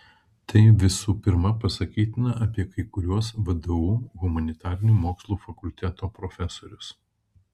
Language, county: Lithuanian, Kaunas